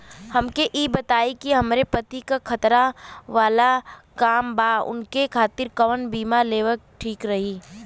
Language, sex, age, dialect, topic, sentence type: Bhojpuri, female, 18-24, Western, banking, question